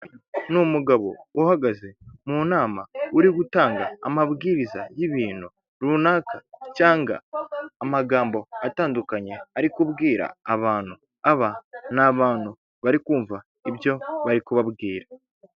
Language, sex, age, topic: Kinyarwanda, male, 25-35, government